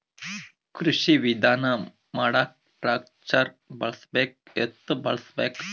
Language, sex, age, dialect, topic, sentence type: Kannada, male, 25-30, Northeastern, agriculture, question